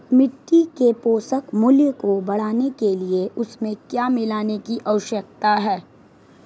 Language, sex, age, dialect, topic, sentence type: Hindi, female, 18-24, Marwari Dhudhari, agriculture, question